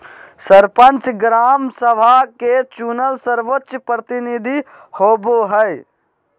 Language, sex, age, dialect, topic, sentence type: Magahi, male, 56-60, Southern, banking, statement